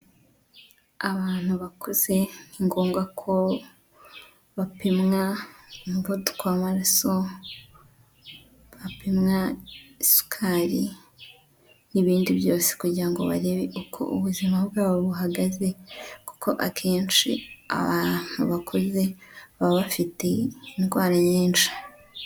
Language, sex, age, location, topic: Kinyarwanda, female, 25-35, Huye, health